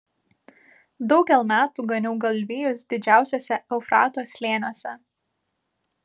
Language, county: Lithuanian, Vilnius